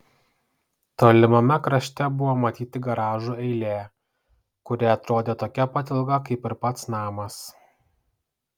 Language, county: Lithuanian, Kaunas